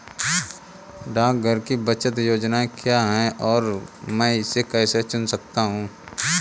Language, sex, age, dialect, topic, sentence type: Hindi, female, 18-24, Awadhi Bundeli, banking, question